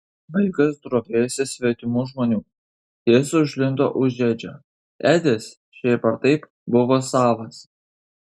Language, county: Lithuanian, Kaunas